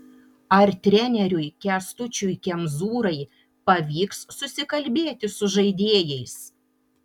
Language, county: Lithuanian, Panevėžys